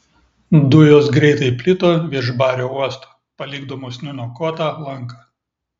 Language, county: Lithuanian, Klaipėda